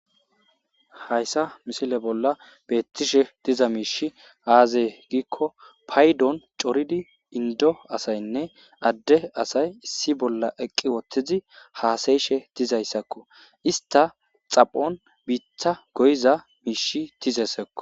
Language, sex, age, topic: Gamo, male, 25-35, agriculture